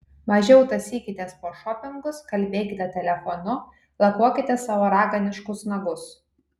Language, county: Lithuanian, Kaunas